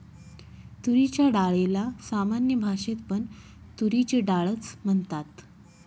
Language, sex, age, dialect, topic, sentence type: Marathi, female, 25-30, Northern Konkan, agriculture, statement